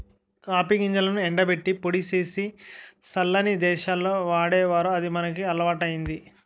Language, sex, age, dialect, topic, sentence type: Telugu, male, 60-100, Utterandhra, agriculture, statement